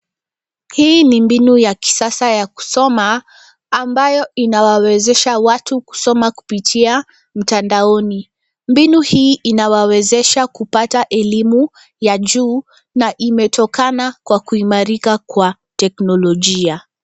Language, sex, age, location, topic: Swahili, female, 25-35, Nairobi, education